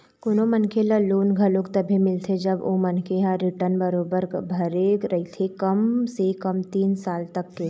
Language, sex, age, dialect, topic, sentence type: Chhattisgarhi, female, 18-24, Eastern, banking, statement